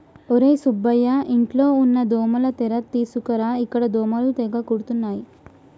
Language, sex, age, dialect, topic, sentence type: Telugu, female, 25-30, Telangana, agriculture, statement